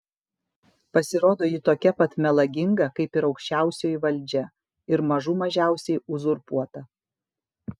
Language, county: Lithuanian, Kaunas